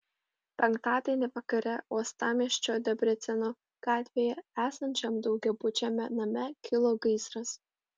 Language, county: Lithuanian, Vilnius